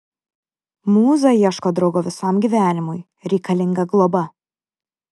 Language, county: Lithuanian, Vilnius